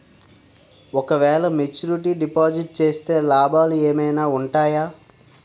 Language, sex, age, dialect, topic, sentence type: Telugu, male, 46-50, Utterandhra, banking, question